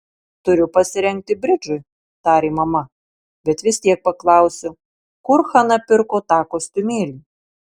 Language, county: Lithuanian, Marijampolė